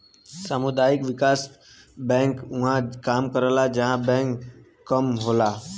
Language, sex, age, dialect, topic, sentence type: Bhojpuri, male, 18-24, Western, banking, statement